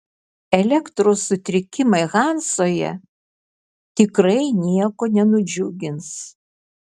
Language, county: Lithuanian, Kaunas